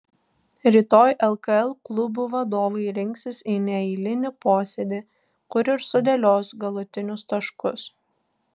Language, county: Lithuanian, Tauragė